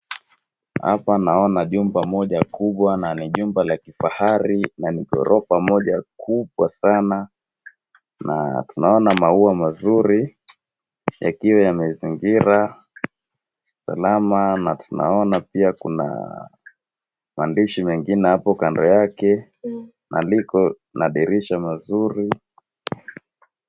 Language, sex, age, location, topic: Swahili, female, 36-49, Wajir, education